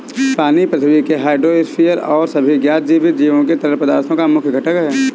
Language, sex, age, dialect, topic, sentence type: Hindi, male, 18-24, Awadhi Bundeli, agriculture, statement